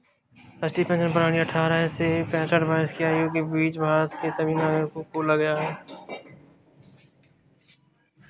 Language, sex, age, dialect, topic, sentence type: Hindi, male, 18-24, Awadhi Bundeli, banking, statement